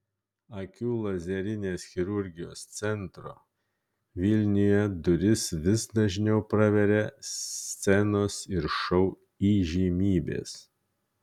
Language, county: Lithuanian, Kaunas